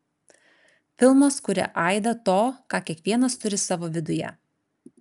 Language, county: Lithuanian, Klaipėda